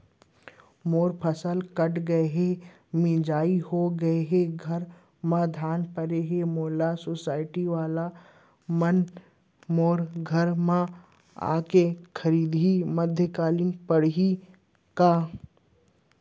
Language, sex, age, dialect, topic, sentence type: Chhattisgarhi, male, 60-100, Central, agriculture, question